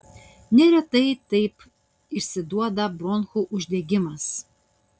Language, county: Lithuanian, Utena